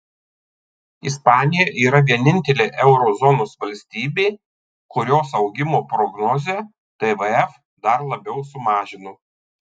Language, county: Lithuanian, Tauragė